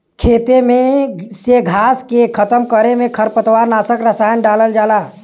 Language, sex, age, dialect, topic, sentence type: Bhojpuri, male, 18-24, Western, agriculture, statement